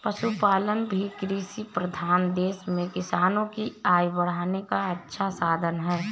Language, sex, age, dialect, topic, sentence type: Hindi, female, 31-35, Awadhi Bundeli, agriculture, statement